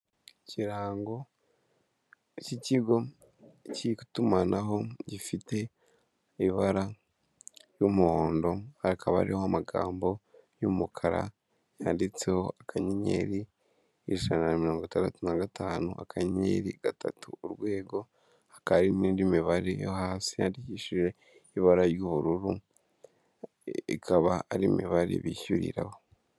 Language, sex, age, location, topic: Kinyarwanda, male, 18-24, Kigali, finance